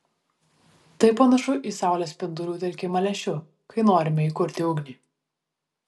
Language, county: Lithuanian, Vilnius